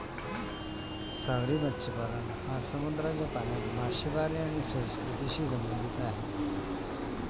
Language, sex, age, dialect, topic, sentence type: Marathi, male, 56-60, Northern Konkan, agriculture, statement